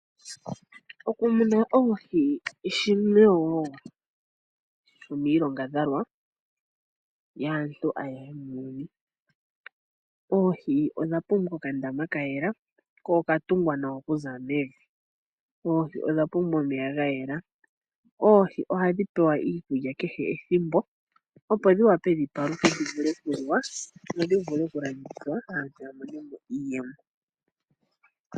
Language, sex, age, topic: Oshiwambo, female, 25-35, agriculture